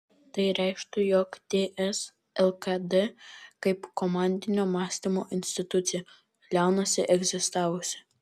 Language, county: Lithuanian, Vilnius